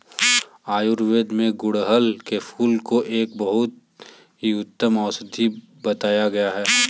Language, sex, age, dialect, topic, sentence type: Hindi, male, 18-24, Kanauji Braj Bhasha, agriculture, statement